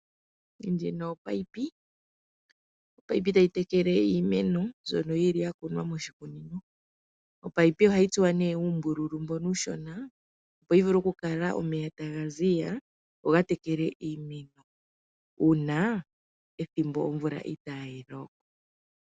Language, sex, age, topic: Oshiwambo, female, 25-35, agriculture